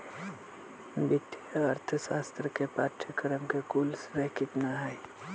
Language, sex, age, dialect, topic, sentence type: Magahi, male, 25-30, Western, banking, statement